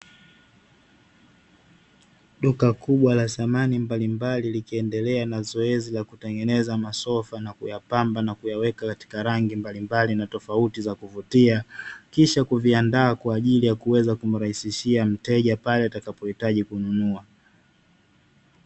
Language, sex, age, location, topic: Swahili, male, 18-24, Dar es Salaam, finance